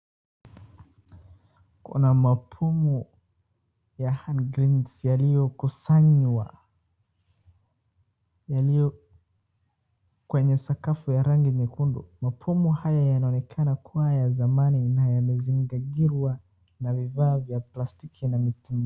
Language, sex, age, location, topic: Swahili, male, 36-49, Wajir, health